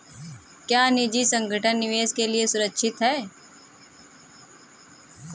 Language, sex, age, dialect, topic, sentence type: Hindi, female, 18-24, Marwari Dhudhari, banking, question